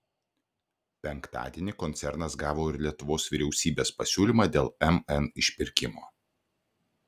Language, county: Lithuanian, Klaipėda